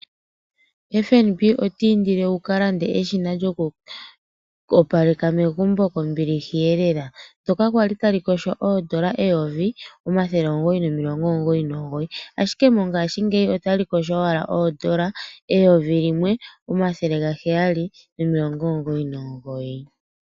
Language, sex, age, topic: Oshiwambo, male, 25-35, finance